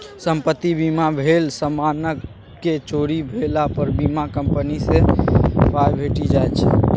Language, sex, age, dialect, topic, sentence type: Maithili, male, 18-24, Bajjika, banking, statement